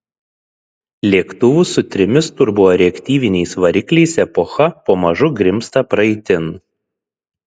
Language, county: Lithuanian, Šiauliai